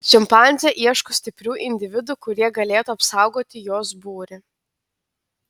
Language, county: Lithuanian, Telšiai